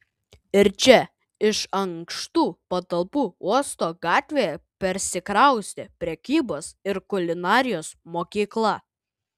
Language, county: Lithuanian, Utena